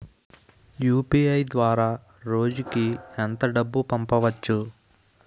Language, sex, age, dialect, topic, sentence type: Telugu, male, 18-24, Utterandhra, banking, question